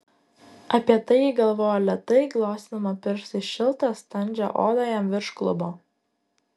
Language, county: Lithuanian, Klaipėda